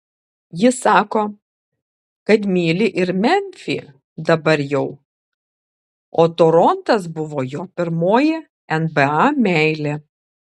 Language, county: Lithuanian, Klaipėda